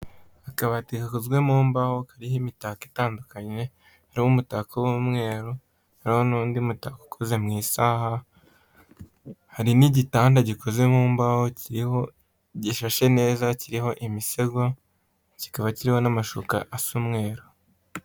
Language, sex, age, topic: Kinyarwanda, male, 18-24, finance